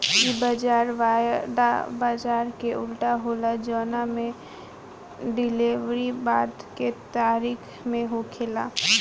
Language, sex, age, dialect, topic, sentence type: Bhojpuri, female, 18-24, Southern / Standard, banking, statement